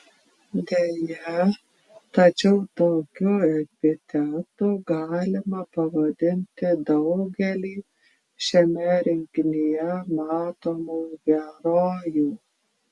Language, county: Lithuanian, Klaipėda